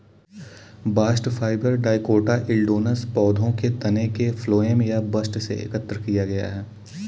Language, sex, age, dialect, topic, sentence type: Hindi, male, 18-24, Kanauji Braj Bhasha, agriculture, statement